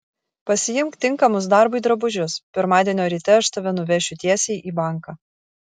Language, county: Lithuanian, Kaunas